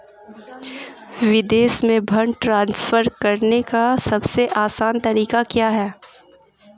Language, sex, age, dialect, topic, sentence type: Hindi, female, 18-24, Marwari Dhudhari, banking, question